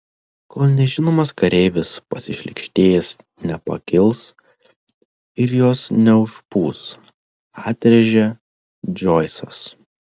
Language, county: Lithuanian, Telšiai